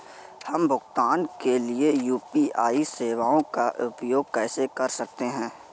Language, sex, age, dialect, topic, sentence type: Hindi, male, 41-45, Awadhi Bundeli, banking, question